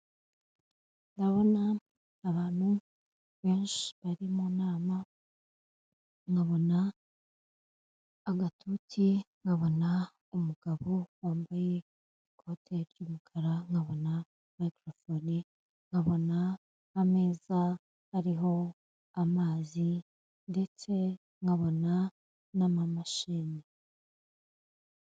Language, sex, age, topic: Kinyarwanda, female, 25-35, government